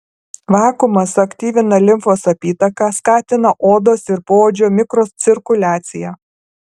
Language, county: Lithuanian, Alytus